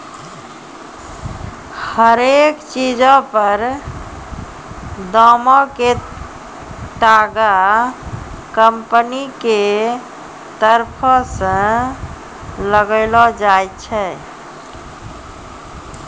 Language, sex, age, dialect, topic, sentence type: Maithili, female, 41-45, Angika, banking, statement